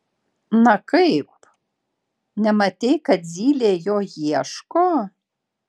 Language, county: Lithuanian, Panevėžys